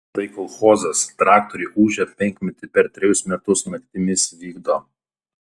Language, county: Lithuanian, Vilnius